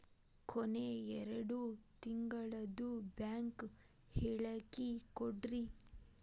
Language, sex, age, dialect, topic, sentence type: Kannada, female, 18-24, Dharwad Kannada, banking, question